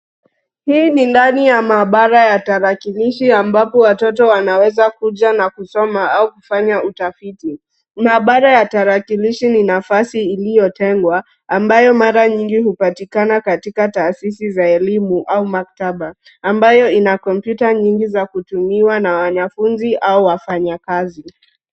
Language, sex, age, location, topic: Swahili, female, 36-49, Nairobi, education